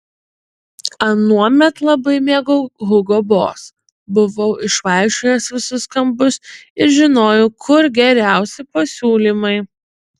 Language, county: Lithuanian, Utena